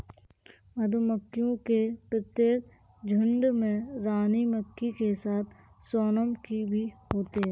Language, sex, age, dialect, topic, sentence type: Hindi, female, 18-24, Kanauji Braj Bhasha, agriculture, statement